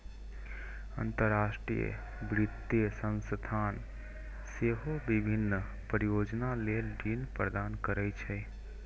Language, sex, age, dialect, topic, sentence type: Maithili, male, 18-24, Eastern / Thethi, banking, statement